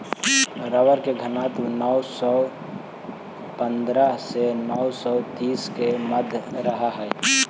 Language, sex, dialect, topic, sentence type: Magahi, male, Central/Standard, banking, statement